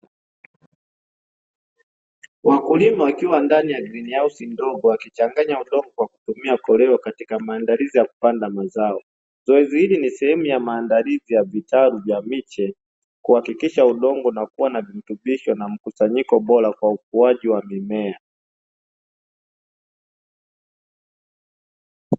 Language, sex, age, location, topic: Swahili, male, 25-35, Dar es Salaam, agriculture